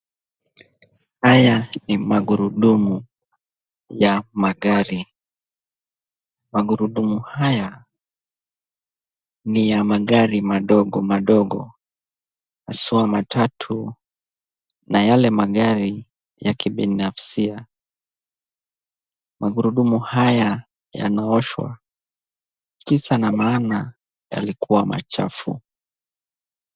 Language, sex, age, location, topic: Swahili, male, 18-24, Kisumu, finance